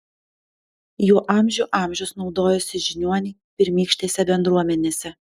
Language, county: Lithuanian, Panevėžys